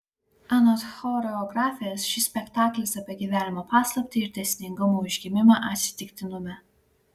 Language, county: Lithuanian, Klaipėda